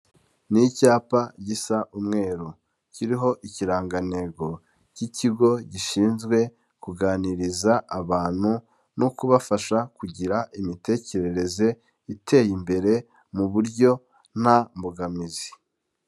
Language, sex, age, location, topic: Kinyarwanda, male, 25-35, Kigali, health